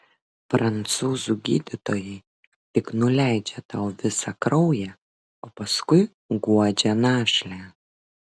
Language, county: Lithuanian, Vilnius